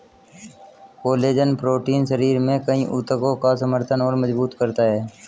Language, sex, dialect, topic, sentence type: Hindi, male, Hindustani Malvi Khadi Boli, agriculture, statement